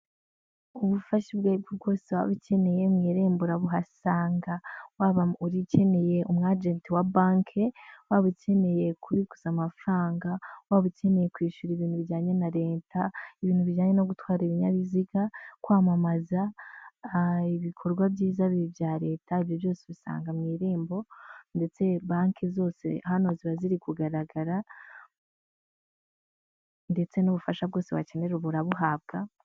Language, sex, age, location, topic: Kinyarwanda, female, 18-24, Huye, finance